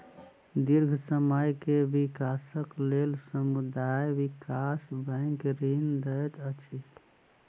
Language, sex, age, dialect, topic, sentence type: Maithili, male, 25-30, Southern/Standard, banking, statement